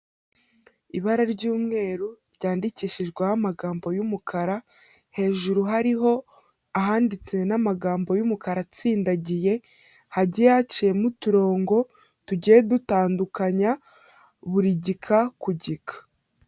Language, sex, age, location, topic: Kinyarwanda, female, 18-24, Kigali, health